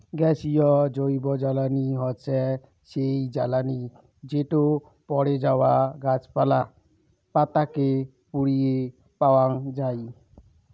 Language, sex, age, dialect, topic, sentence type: Bengali, male, 18-24, Rajbangshi, agriculture, statement